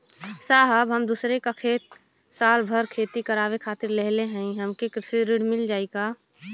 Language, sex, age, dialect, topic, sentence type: Bhojpuri, female, 25-30, Western, banking, question